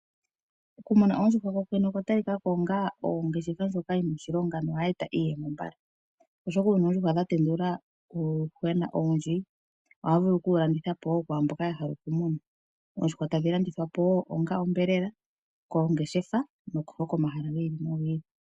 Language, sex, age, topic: Oshiwambo, female, 25-35, agriculture